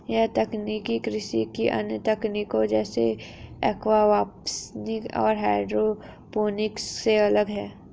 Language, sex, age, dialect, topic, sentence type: Hindi, female, 31-35, Hindustani Malvi Khadi Boli, agriculture, statement